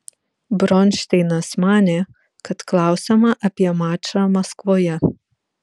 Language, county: Lithuanian, Vilnius